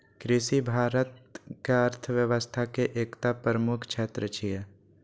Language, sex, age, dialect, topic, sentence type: Maithili, male, 18-24, Eastern / Thethi, agriculture, statement